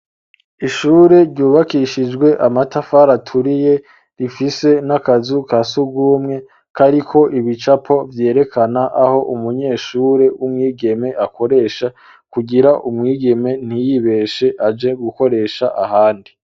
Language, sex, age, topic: Rundi, male, 25-35, education